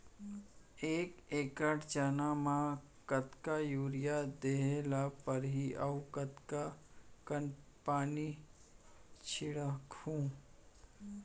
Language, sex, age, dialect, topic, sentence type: Chhattisgarhi, male, 41-45, Central, agriculture, question